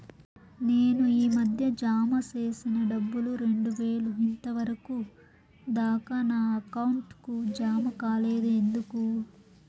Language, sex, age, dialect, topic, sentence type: Telugu, male, 36-40, Southern, banking, question